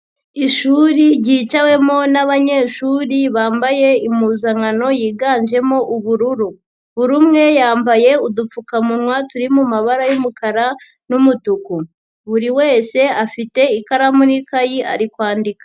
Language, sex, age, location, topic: Kinyarwanda, female, 50+, Nyagatare, education